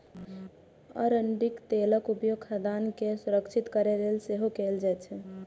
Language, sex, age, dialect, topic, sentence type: Maithili, female, 18-24, Eastern / Thethi, agriculture, statement